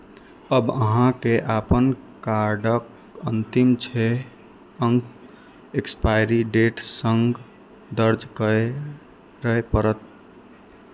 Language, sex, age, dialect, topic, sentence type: Maithili, male, 18-24, Eastern / Thethi, banking, statement